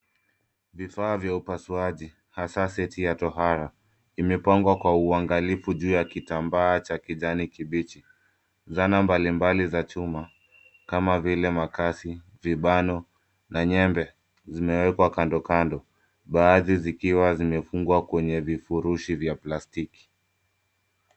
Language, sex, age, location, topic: Swahili, male, 25-35, Nairobi, health